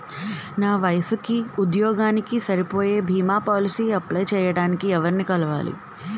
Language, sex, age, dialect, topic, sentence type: Telugu, female, 18-24, Utterandhra, banking, question